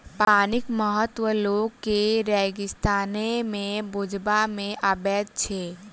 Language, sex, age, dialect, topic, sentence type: Maithili, female, 18-24, Southern/Standard, agriculture, statement